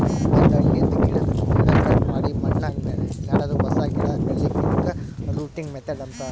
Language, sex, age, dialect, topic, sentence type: Kannada, male, 18-24, Northeastern, agriculture, statement